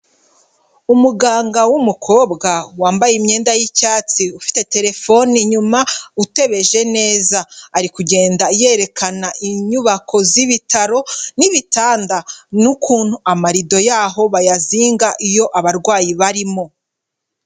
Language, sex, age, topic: Kinyarwanda, female, 25-35, health